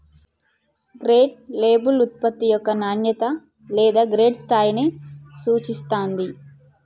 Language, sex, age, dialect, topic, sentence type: Telugu, female, 18-24, Telangana, banking, statement